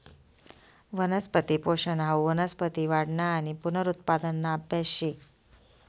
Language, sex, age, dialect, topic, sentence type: Marathi, female, 25-30, Northern Konkan, agriculture, statement